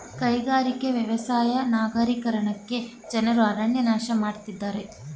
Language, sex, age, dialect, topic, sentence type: Kannada, female, 25-30, Mysore Kannada, agriculture, statement